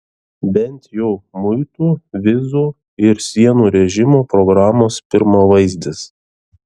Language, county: Lithuanian, Šiauliai